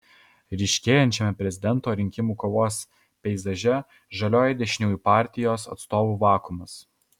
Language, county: Lithuanian, Alytus